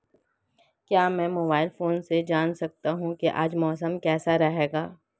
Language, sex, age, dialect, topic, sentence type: Hindi, female, 25-30, Marwari Dhudhari, agriculture, question